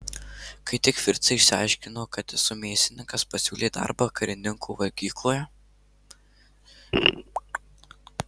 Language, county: Lithuanian, Marijampolė